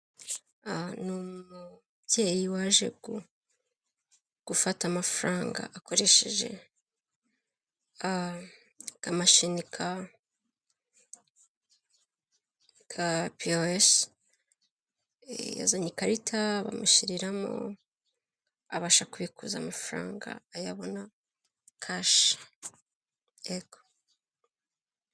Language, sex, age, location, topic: Kinyarwanda, female, 25-35, Kigali, government